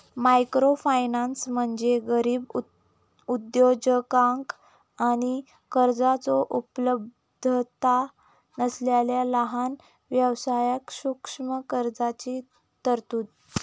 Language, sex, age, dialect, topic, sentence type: Marathi, female, 18-24, Southern Konkan, banking, statement